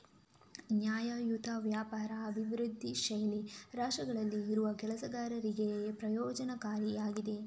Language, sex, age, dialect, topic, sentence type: Kannada, female, 25-30, Coastal/Dakshin, banking, statement